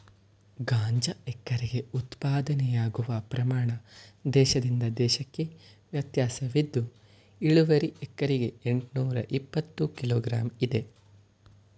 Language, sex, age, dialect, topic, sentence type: Kannada, male, 18-24, Mysore Kannada, agriculture, statement